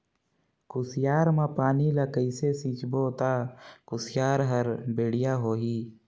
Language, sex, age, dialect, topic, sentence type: Chhattisgarhi, male, 46-50, Northern/Bhandar, agriculture, question